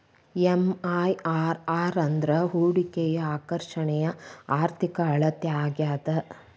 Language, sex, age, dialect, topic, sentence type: Kannada, female, 41-45, Dharwad Kannada, banking, statement